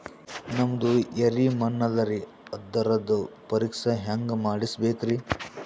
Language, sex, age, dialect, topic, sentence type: Kannada, male, 18-24, Northeastern, agriculture, question